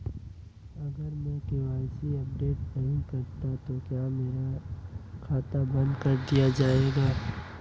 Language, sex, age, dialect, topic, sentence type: Hindi, male, 18-24, Marwari Dhudhari, banking, question